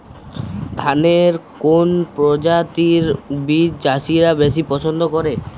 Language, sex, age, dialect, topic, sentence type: Bengali, male, 18-24, Jharkhandi, agriculture, question